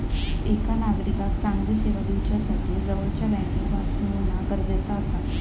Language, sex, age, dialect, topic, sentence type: Marathi, female, 25-30, Southern Konkan, banking, statement